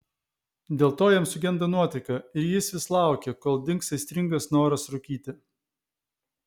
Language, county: Lithuanian, Vilnius